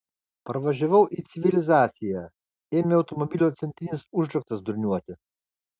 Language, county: Lithuanian, Kaunas